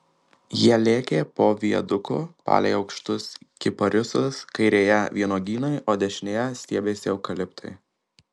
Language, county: Lithuanian, Marijampolė